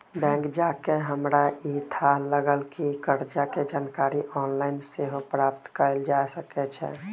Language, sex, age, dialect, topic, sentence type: Magahi, male, 25-30, Western, banking, statement